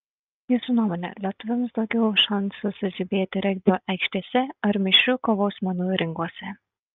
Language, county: Lithuanian, Šiauliai